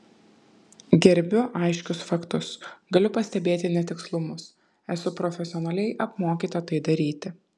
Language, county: Lithuanian, Kaunas